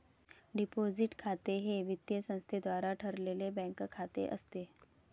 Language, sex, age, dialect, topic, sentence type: Marathi, female, 36-40, Varhadi, banking, statement